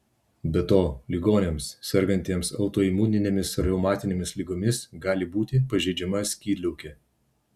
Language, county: Lithuanian, Vilnius